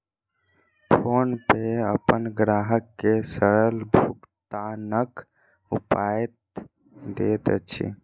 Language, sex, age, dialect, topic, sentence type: Maithili, female, 25-30, Southern/Standard, banking, statement